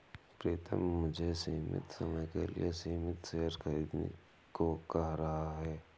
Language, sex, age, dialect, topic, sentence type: Hindi, male, 18-24, Awadhi Bundeli, banking, statement